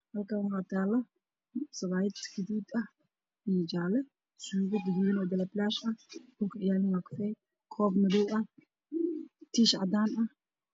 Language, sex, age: Somali, female, 25-35